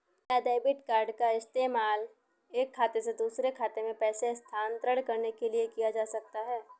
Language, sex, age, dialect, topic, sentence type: Hindi, female, 18-24, Awadhi Bundeli, banking, question